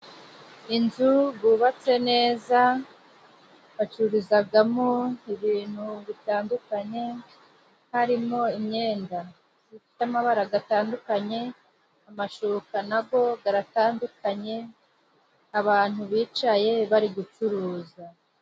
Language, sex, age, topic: Kinyarwanda, female, 25-35, finance